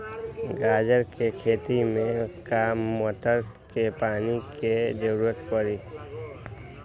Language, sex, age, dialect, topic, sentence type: Magahi, male, 18-24, Western, agriculture, question